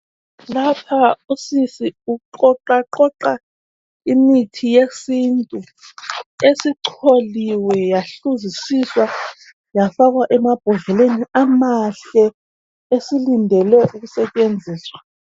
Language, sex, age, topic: North Ndebele, male, 25-35, health